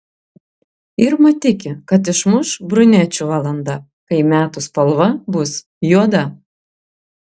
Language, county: Lithuanian, Klaipėda